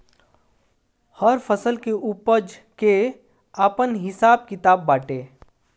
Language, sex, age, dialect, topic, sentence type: Bhojpuri, male, 25-30, Northern, agriculture, statement